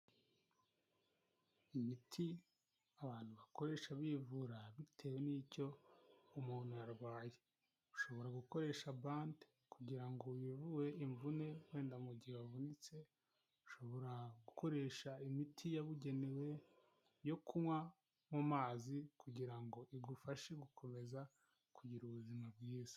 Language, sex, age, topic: Kinyarwanda, male, 18-24, health